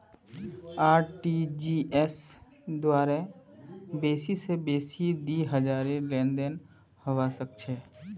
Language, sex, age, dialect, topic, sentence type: Magahi, male, 25-30, Northeastern/Surjapuri, banking, statement